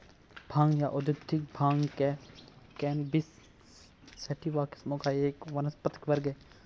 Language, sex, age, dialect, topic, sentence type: Hindi, male, 18-24, Marwari Dhudhari, agriculture, statement